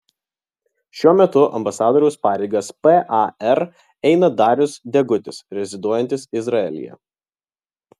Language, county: Lithuanian, Vilnius